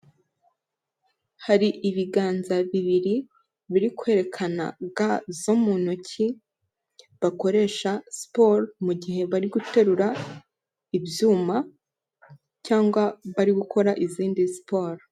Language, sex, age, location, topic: Kinyarwanda, male, 25-35, Kigali, health